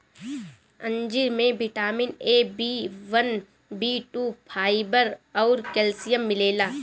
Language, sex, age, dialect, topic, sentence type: Bhojpuri, female, 18-24, Northern, agriculture, statement